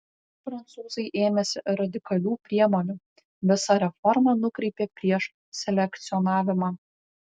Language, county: Lithuanian, Vilnius